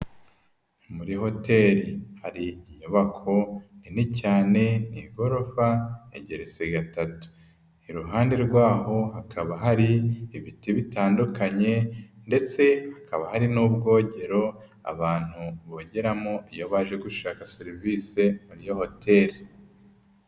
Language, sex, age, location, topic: Kinyarwanda, male, 25-35, Nyagatare, finance